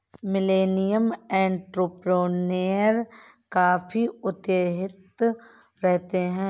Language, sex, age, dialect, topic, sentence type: Hindi, male, 31-35, Kanauji Braj Bhasha, banking, statement